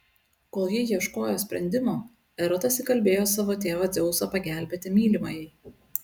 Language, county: Lithuanian, Utena